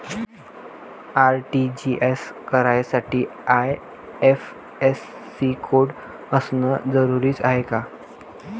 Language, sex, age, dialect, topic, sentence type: Marathi, male, <18, Varhadi, banking, question